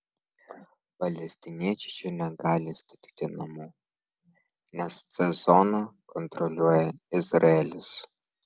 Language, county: Lithuanian, Vilnius